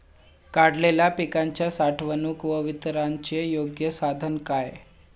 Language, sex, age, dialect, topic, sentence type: Marathi, male, 18-24, Standard Marathi, agriculture, question